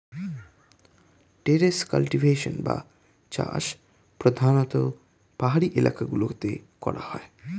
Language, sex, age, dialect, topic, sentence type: Bengali, male, 18-24, Standard Colloquial, agriculture, statement